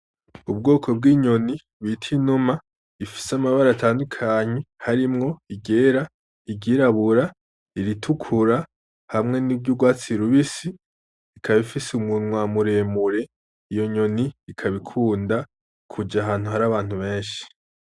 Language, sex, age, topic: Rundi, male, 18-24, agriculture